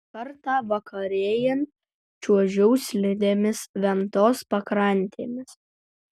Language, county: Lithuanian, Utena